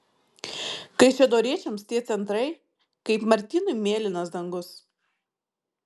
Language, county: Lithuanian, Marijampolė